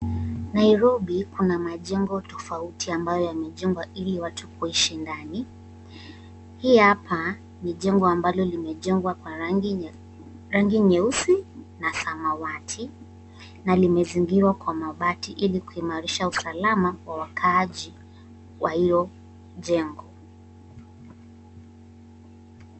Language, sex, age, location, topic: Swahili, female, 18-24, Nairobi, finance